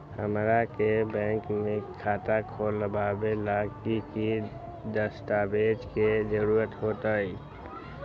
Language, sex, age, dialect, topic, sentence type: Magahi, male, 18-24, Western, banking, question